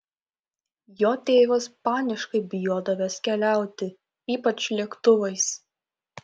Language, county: Lithuanian, Kaunas